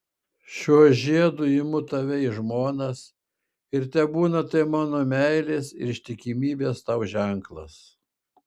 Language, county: Lithuanian, Šiauliai